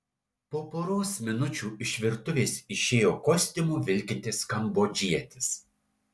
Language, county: Lithuanian, Alytus